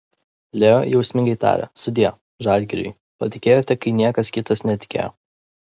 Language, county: Lithuanian, Vilnius